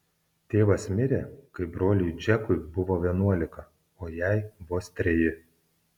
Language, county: Lithuanian, Kaunas